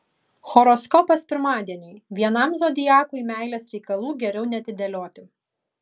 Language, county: Lithuanian, Kaunas